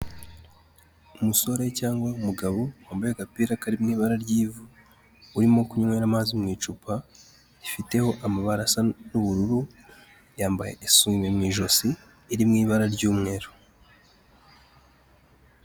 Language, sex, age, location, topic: Kinyarwanda, male, 18-24, Kigali, health